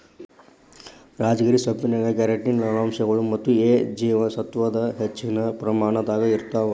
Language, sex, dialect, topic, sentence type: Kannada, male, Dharwad Kannada, agriculture, statement